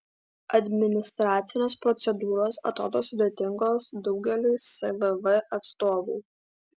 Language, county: Lithuanian, Klaipėda